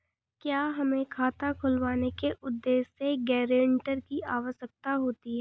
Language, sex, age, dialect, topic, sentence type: Hindi, female, 25-30, Awadhi Bundeli, banking, question